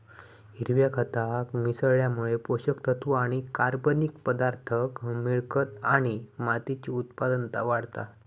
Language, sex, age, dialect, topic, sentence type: Marathi, male, 18-24, Southern Konkan, agriculture, statement